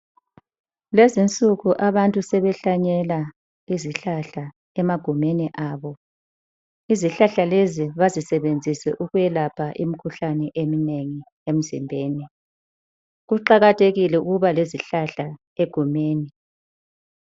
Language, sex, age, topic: North Ndebele, female, 18-24, health